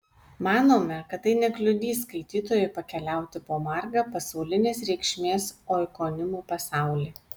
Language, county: Lithuanian, Kaunas